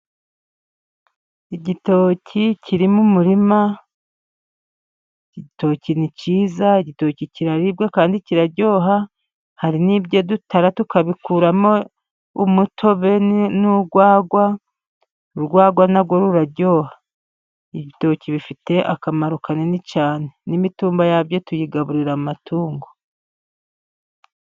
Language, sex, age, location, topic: Kinyarwanda, female, 50+, Musanze, agriculture